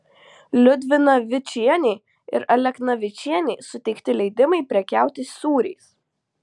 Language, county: Lithuanian, Vilnius